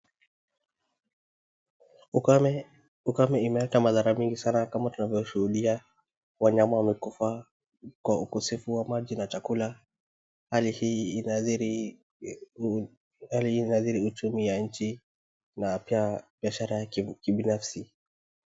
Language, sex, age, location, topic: Swahili, male, 25-35, Wajir, health